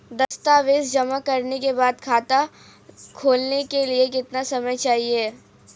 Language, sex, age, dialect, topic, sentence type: Hindi, female, 18-24, Marwari Dhudhari, banking, question